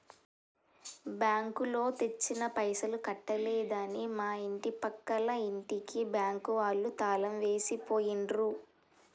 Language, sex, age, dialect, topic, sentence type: Telugu, female, 18-24, Telangana, banking, statement